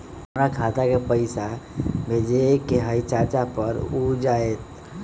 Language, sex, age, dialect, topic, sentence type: Magahi, male, 25-30, Western, banking, question